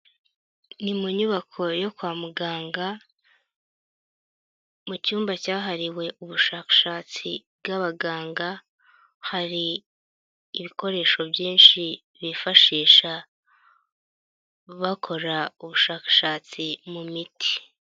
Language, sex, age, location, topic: Kinyarwanda, female, 18-24, Nyagatare, health